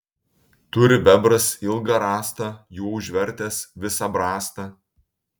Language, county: Lithuanian, Utena